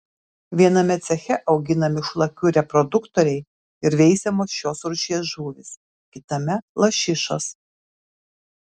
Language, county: Lithuanian, Kaunas